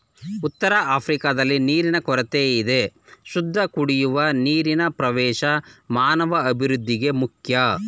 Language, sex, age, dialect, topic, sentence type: Kannada, male, 36-40, Mysore Kannada, agriculture, statement